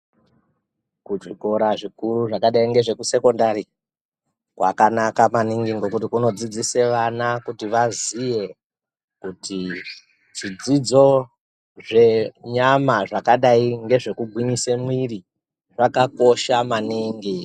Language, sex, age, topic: Ndau, female, 36-49, education